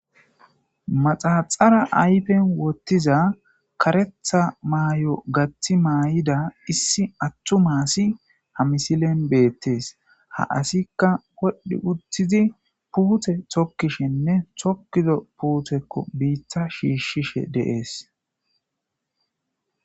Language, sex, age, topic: Gamo, male, 18-24, agriculture